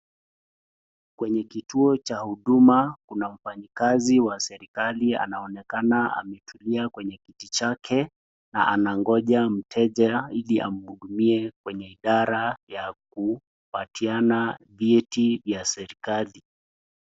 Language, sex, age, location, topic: Swahili, male, 25-35, Nakuru, government